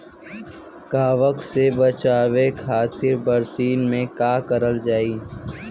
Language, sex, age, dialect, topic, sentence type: Bhojpuri, female, 18-24, Western, agriculture, question